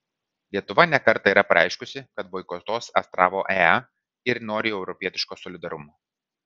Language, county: Lithuanian, Vilnius